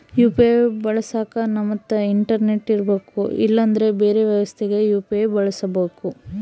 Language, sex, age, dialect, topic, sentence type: Kannada, female, 18-24, Central, banking, statement